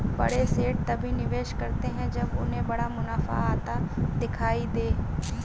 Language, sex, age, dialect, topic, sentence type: Hindi, female, 18-24, Marwari Dhudhari, banking, statement